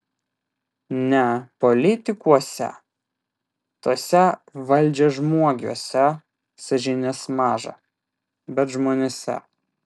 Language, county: Lithuanian, Vilnius